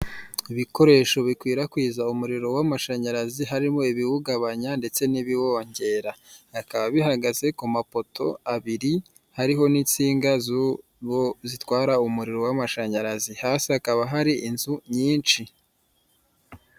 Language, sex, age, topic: Kinyarwanda, female, 18-24, government